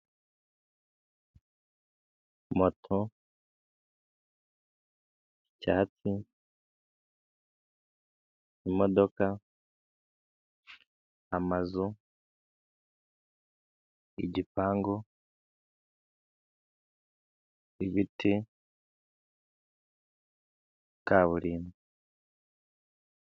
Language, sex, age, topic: Kinyarwanda, male, 25-35, government